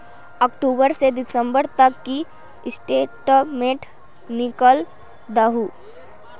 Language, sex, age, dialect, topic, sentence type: Magahi, female, 18-24, Northeastern/Surjapuri, banking, question